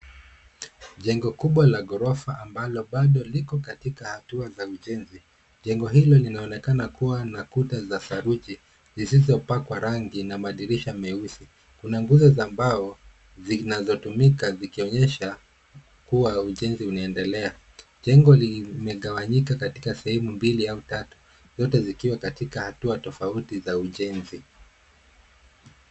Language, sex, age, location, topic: Swahili, male, 25-35, Nairobi, finance